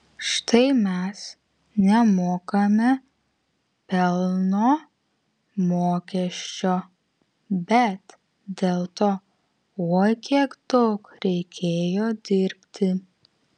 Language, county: Lithuanian, Vilnius